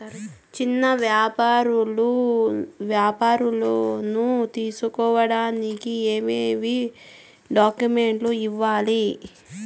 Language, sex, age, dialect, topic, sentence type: Telugu, female, 31-35, Southern, banking, question